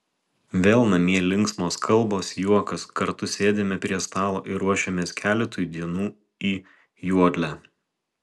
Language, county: Lithuanian, Alytus